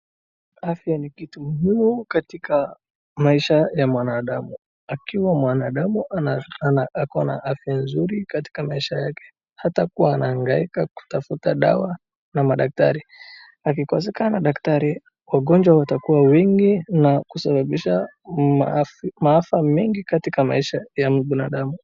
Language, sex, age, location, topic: Swahili, male, 18-24, Wajir, health